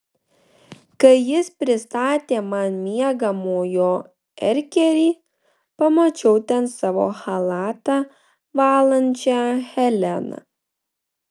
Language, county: Lithuanian, Vilnius